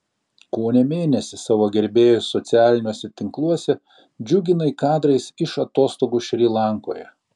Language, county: Lithuanian, Šiauliai